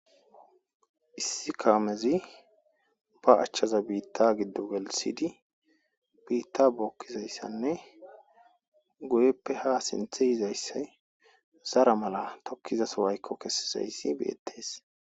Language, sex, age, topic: Gamo, female, 18-24, agriculture